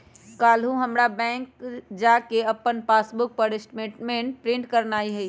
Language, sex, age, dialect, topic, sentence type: Magahi, female, 25-30, Western, banking, statement